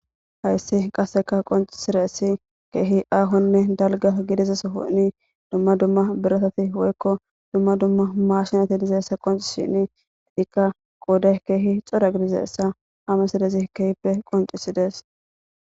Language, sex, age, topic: Gamo, female, 25-35, government